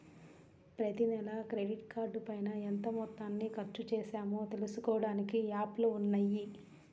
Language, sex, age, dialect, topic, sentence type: Telugu, female, 36-40, Central/Coastal, banking, statement